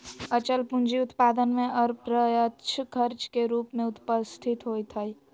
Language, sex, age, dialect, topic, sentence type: Magahi, female, 56-60, Western, banking, statement